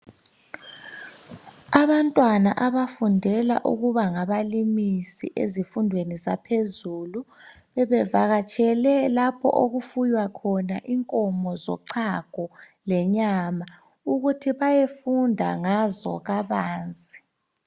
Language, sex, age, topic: North Ndebele, male, 36-49, education